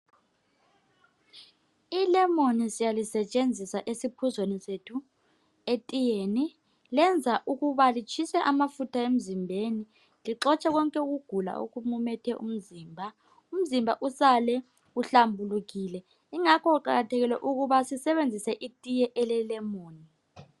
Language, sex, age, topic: North Ndebele, male, 25-35, health